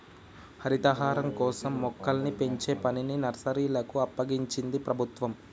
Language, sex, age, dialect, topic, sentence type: Telugu, male, 18-24, Telangana, agriculture, statement